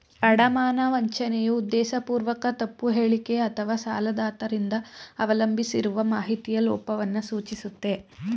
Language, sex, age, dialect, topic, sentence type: Kannada, male, 36-40, Mysore Kannada, banking, statement